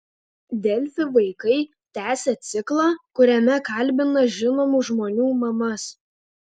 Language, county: Lithuanian, Alytus